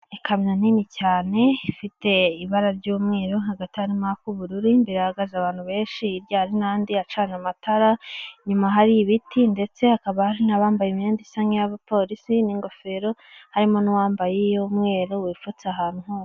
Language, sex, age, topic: Kinyarwanda, female, 25-35, government